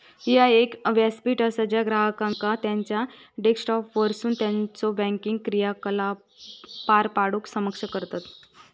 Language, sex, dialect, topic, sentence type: Marathi, female, Southern Konkan, banking, statement